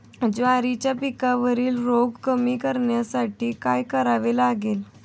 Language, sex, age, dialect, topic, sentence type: Marathi, female, 18-24, Standard Marathi, agriculture, question